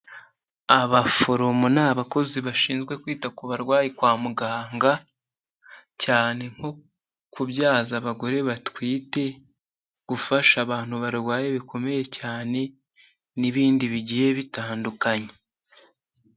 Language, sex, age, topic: Kinyarwanda, male, 18-24, health